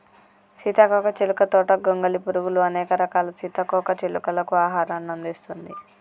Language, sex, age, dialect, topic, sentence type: Telugu, female, 25-30, Telangana, agriculture, statement